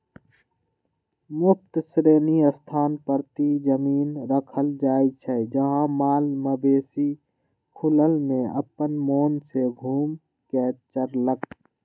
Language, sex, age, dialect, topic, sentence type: Magahi, male, 46-50, Western, agriculture, statement